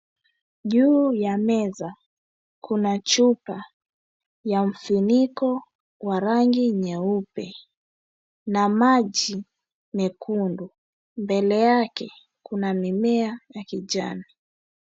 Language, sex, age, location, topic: Swahili, female, 36-49, Mombasa, health